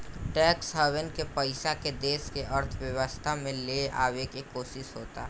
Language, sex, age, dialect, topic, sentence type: Bhojpuri, male, 18-24, Southern / Standard, banking, statement